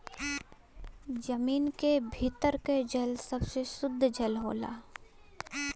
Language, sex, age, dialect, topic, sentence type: Bhojpuri, female, 18-24, Western, agriculture, statement